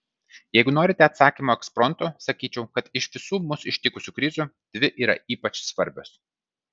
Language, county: Lithuanian, Vilnius